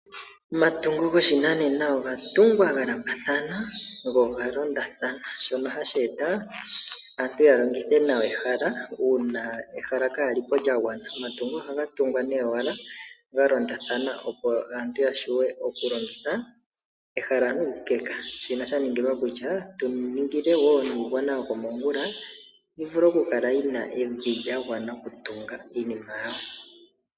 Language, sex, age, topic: Oshiwambo, male, 25-35, finance